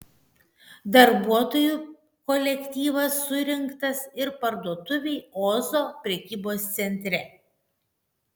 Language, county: Lithuanian, Šiauliai